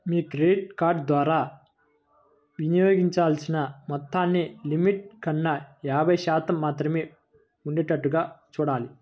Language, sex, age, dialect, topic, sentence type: Telugu, male, 25-30, Central/Coastal, banking, statement